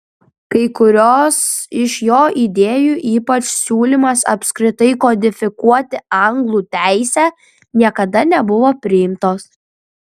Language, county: Lithuanian, Klaipėda